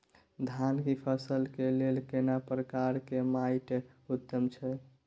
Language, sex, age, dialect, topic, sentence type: Maithili, male, 51-55, Bajjika, agriculture, question